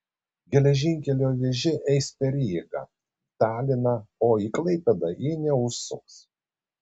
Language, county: Lithuanian, Kaunas